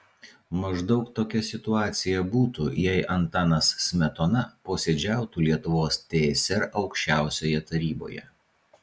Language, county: Lithuanian, Vilnius